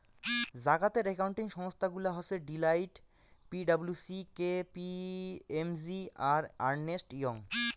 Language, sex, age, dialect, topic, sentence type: Bengali, male, 25-30, Rajbangshi, banking, statement